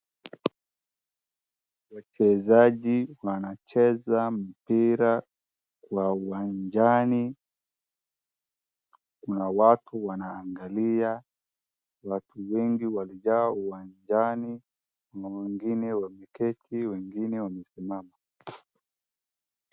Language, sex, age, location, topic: Swahili, male, 18-24, Wajir, government